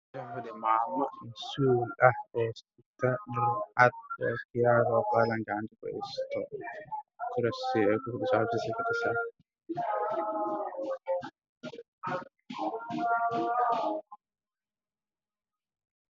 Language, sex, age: Somali, male, 18-24